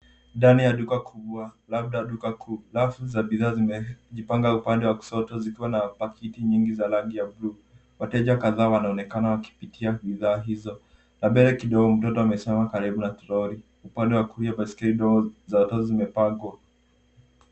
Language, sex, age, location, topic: Swahili, female, 50+, Nairobi, finance